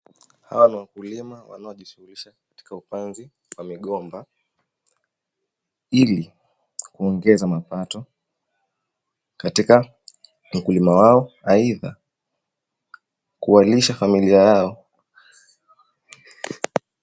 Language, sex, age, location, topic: Swahili, female, 25-35, Kisii, agriculture